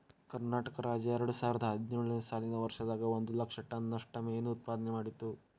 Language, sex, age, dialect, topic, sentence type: Kannada, male, 18-24, Dharwad Kannada, agriculture, statement